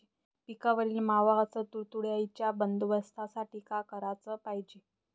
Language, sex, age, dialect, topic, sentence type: Marathi, female, 25-30, Varhadi, agriculture, question